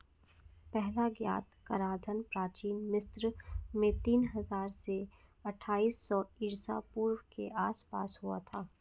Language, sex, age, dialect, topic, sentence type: Hindi, female, 56-60, Marwari Dhudhari, banking, statement